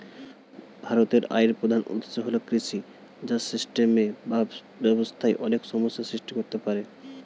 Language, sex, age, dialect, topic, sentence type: Bengali, male, 18-24, Standard Colloquial, agriculture, statement